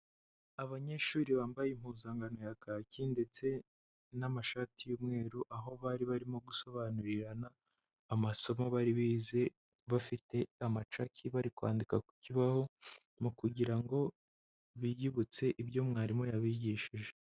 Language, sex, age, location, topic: Kinyarwanda, male, 18-24, Huye, education